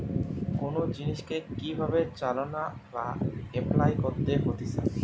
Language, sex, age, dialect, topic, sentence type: Bengali, male, 18-24, Western, agriculture, statement